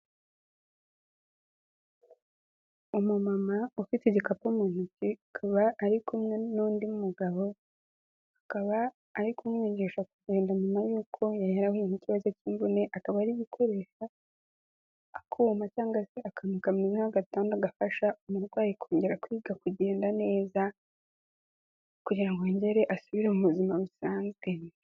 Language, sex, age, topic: Kinyarwanda, female, 18-24, health